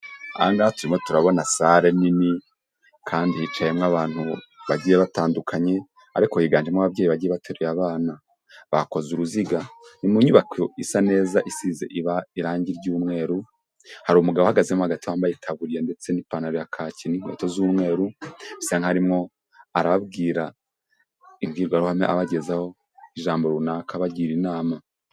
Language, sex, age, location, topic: Kinyarwanda, male, 18-24, Huye, health